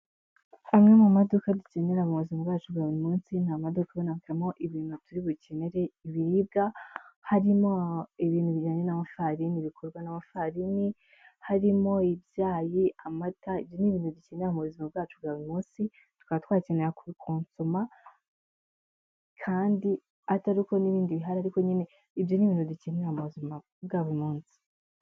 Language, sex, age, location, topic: Kinyarwanda, female, 18-24, Huye, finance